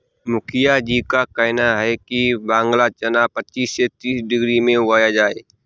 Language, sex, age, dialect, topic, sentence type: Hindi, male, 18-24, Awadhi Bundeli, agriculture, statement